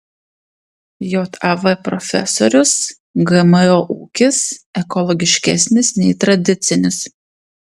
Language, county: Lithuanian, Panevėžys